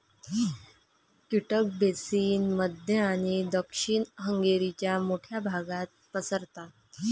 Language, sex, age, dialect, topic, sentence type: Marathi, female, 25-30, Varhadi, agriculture, statement